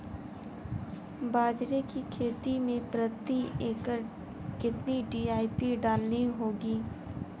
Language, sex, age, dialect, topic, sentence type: Hindi, female, 25-30, Marwari Dhudhari, agriculture, question